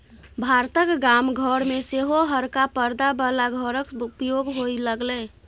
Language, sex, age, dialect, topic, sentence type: Maithili, female, 31-35, Bajjika, agriculture, statement